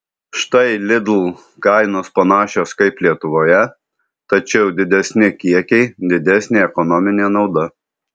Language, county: Lithuanian, Alytus